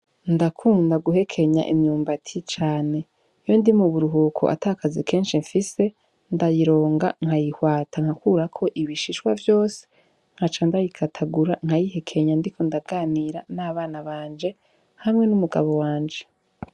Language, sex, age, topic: Rundi, female, 18-24, agriculture